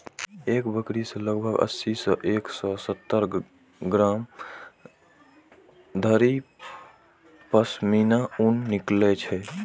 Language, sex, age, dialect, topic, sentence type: Maithili, male, 18-24, Eastern / Thethi, agriculture, statement